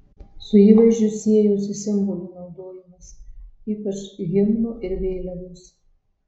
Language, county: Lithuanian, Marijampolė